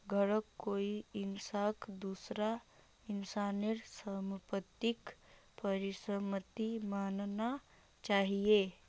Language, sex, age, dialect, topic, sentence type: Magahi, female, 31-35, Northeastern/Surjapuri, banking, statement